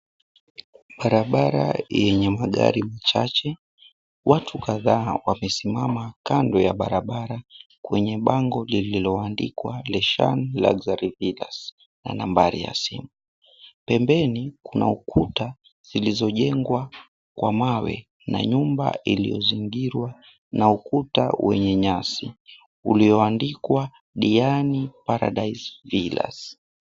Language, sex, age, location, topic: Swahili, male, 18-24, Mombasa, government